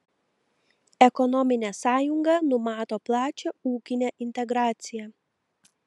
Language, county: Lithuanian, Telšiai